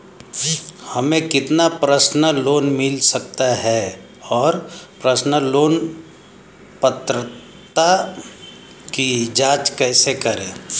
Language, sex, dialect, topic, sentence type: Hindi, male, Hindustani Malvi Khadi Boli, banking, question